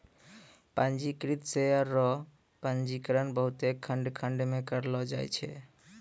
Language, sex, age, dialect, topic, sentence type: Maithili, male, 25-30, Angika, banking, statement